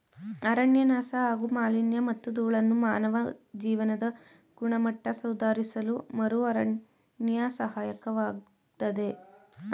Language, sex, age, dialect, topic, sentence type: Kannada, female, 18-24, Mysore Kannada, agriculture, statement